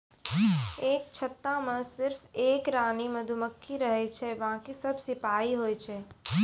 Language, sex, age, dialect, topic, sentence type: Maithili, female, 25-30, Angika, agriculture, statement